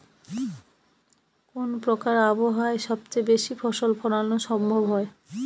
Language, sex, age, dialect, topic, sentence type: Bengali, female, 31-35, Northern/Varendri, agriculture, question